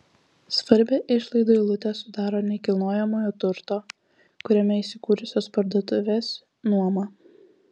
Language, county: Lithuanian, Kaunas